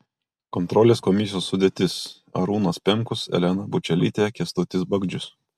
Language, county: Lithuanian, Kaunas